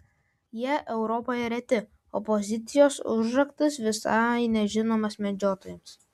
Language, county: Lithuanian, Vilnius